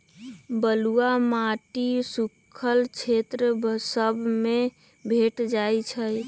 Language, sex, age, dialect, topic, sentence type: Magahi, male, 36-40, Western, agriculture, statement